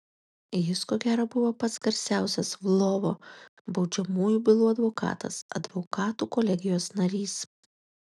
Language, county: Lithuanian, Kaunas